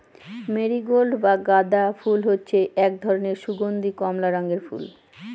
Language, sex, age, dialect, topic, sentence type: Bengali, female, 18-24, Northern/Varendri, agriculture, statement